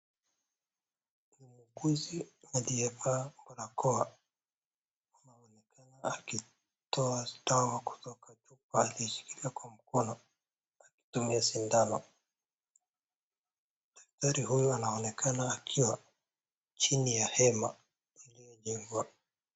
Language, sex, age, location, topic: Swahili, male, 18-24, Wajir, health